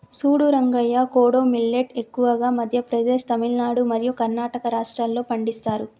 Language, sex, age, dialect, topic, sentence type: Telugu, female, 31-35, Telangana, agriculture, statement